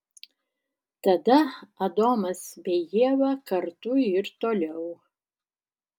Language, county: Lithuanian, Tauragė